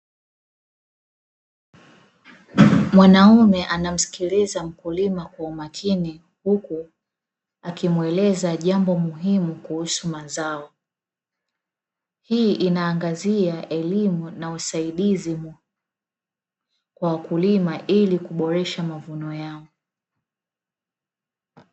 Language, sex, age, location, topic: Swahili, female, 25-35, Dar es Salaam, agriculture